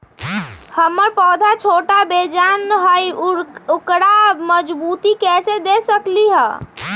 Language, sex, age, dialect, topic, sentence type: Magahi, female, 31-35, Western, agriculture, question